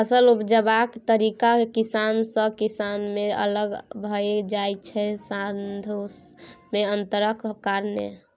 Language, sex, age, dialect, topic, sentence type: Maithili, female, 18-24, Bajjika, agriculture, statement